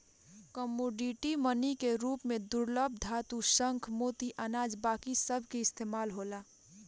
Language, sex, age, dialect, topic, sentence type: Bhojpuri, female, 18-24, Southern / Standard, banking, statement